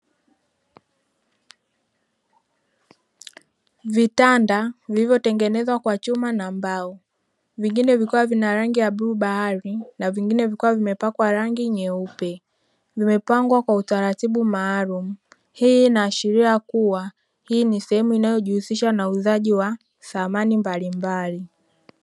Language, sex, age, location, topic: Swahili, female, 25-35, Dar es Salaam, finance